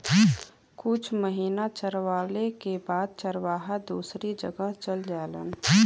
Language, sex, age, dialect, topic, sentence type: Bhojpuri, female, 18-24, Western, agriculture, statement